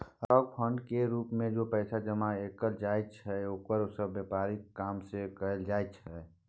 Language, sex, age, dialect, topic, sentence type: Maithili, male, 18-24, Bajjika, banking, statement